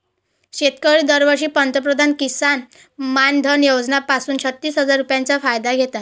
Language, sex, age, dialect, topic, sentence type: Marathi, female, 18-24, Varhadi, agriculture, statement